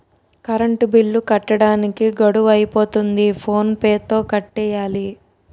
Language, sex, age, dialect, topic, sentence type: Telugu, male, 60-100, Utterandhra, banking, statement